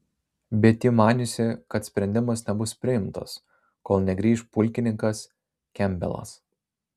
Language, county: Lithuanian, Marijampolė